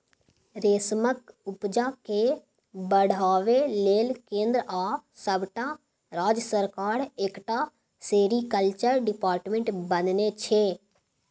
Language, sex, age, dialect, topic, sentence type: Maithili, female, 18-24, Bajjika, agriculture, statement